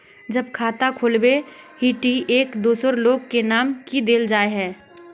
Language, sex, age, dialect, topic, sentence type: Magahi, female, 41-45, Northeastern/Surjapuri, banking, question